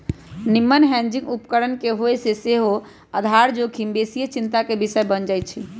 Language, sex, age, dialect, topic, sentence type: Magahi, female, 18-24, Western, banking, statement